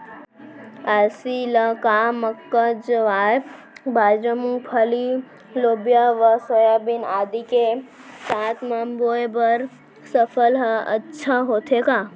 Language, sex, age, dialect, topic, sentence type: Chhattisgarhi, female, 18-24, Central, agriculture, question